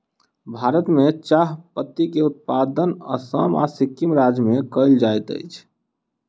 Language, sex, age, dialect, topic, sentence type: Maithili, male, 25-30, Southern/Standard, agriculture, statement